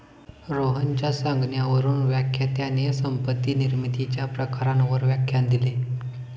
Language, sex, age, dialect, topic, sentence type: Marathi, male, 18-24, Standard Marathi, banking, statement